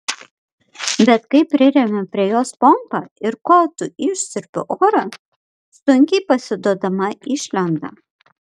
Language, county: Lithuanian, Panevėžys